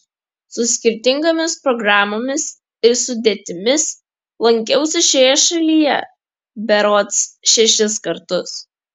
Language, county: Lithuanian, Kaunas